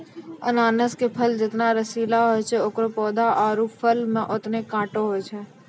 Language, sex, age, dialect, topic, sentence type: Maithili, female, 60-100, Angika, agriculture, statement